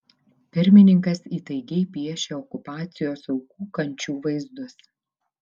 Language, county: Lithuanian, Vilnius